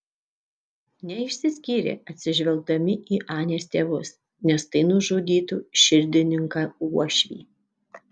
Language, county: Lithuanian, Kaunas